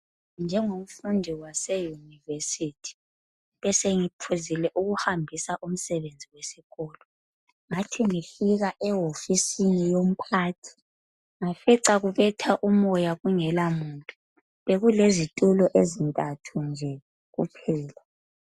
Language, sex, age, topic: North Ndebele, female, 25-35, education